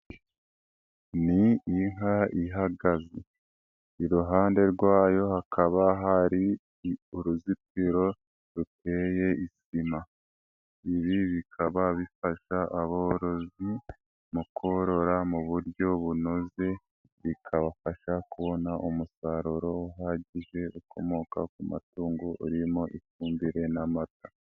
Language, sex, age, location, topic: Kinyarwanda, male, 18-24, Nyagatare, agriculture